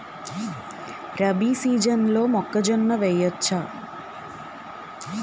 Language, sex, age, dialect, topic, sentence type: Telugu, female, 18-24, Utterandhra, agriculture, question